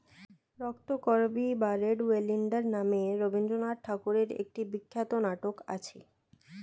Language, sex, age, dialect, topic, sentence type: Bengali, female, 18-24, Standard Colloquial, agriculture, statement